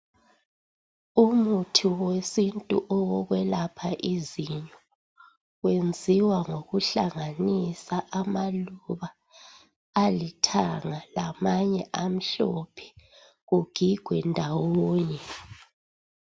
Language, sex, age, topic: North Ndebele, female, 36-49, health